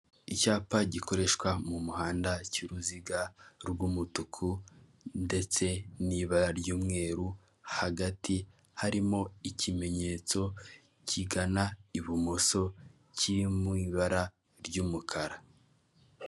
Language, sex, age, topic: Kinyarwanda, male, 18-24, government